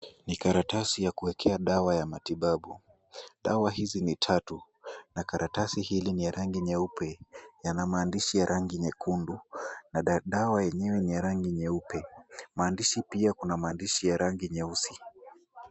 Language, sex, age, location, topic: Swahili, male, 18-24, Kisumu, health